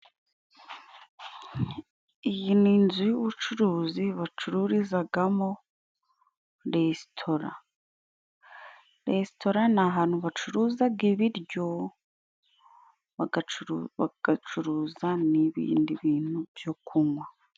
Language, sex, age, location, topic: Kinyarwanda, female, 25-35, Musanze, finance